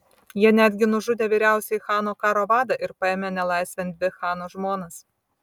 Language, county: Lithuanian, Vilnius